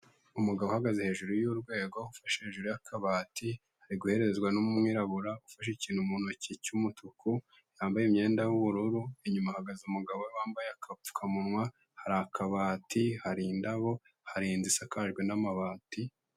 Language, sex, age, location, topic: Kinyarwanda, male, 25-35, Kigali, health